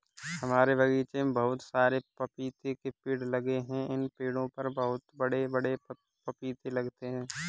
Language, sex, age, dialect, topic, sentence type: Hindi, male, 18-24, Kanauji Braj Bhasha, agriculture, statement